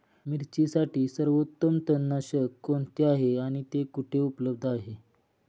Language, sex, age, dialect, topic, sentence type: Marathi, male, 25-30, Standard Marathi, agriculture, question